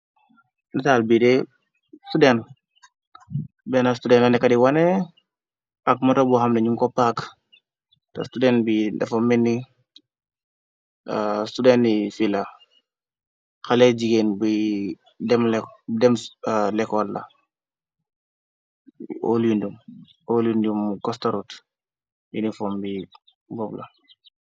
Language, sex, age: Wolof, male, 25-35